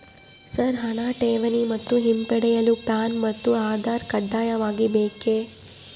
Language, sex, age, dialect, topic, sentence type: Kannada, female, 25-30, Central, banking, question